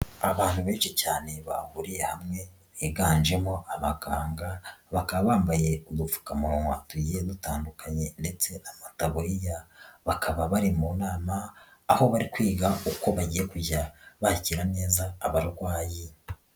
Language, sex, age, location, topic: Kinyarwanda, female, 36-49, Nyagatare, health